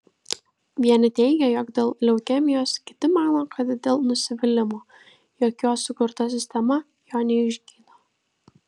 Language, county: Lithuanian, Vilnius